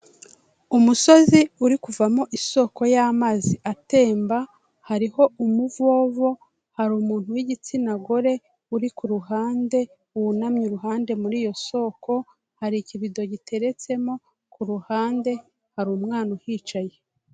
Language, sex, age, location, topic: Kinyarwanda, female, 36-49, Kigali, health